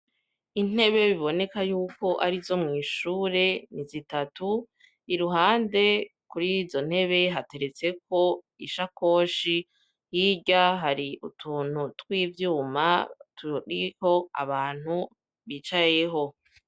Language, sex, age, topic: Rundi, female, 18-24, education